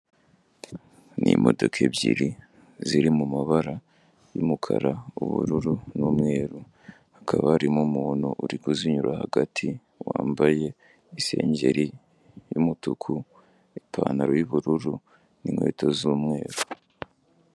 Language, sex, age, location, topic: Kinyarwanda, male, 18-24, Kigali, government